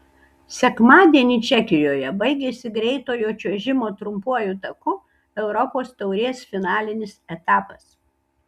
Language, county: Lithuanian, Kaunas